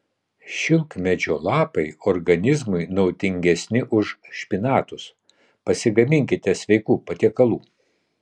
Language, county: Lithuanian, Vilnius